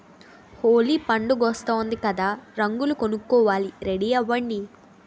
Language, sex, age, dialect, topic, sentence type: Telugu, female, 18-24, Utterandhra, agriculture, statement